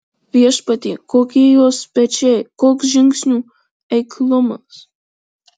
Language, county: Lithuanian, Marijampolė